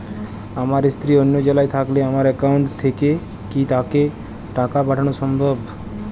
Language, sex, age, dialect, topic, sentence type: Bengali, male, 25-30, Jharkhandi, banking, question